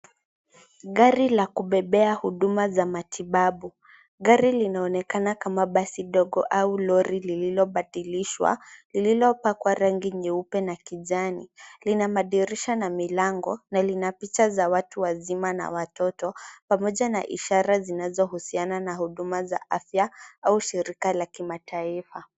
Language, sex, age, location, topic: Swahili, female, 18-24, Nairobi, health